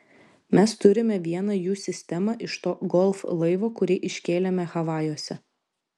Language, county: Lithuanian, Vilnius